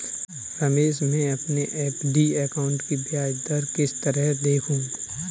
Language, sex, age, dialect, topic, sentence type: Hindi, male, 25-30, Kanauji Braj Bhasha, banking, statement